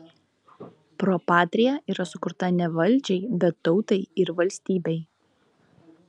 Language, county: Lithuanian, Klaipėda